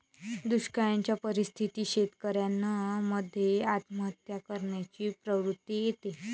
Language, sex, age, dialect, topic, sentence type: Marathi, female, 31-35, Varhadi, agriculture, statement